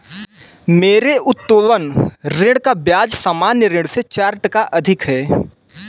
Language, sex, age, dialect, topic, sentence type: Hindi, male, 18-24, Kanauji Braj Bhasha, banking, statement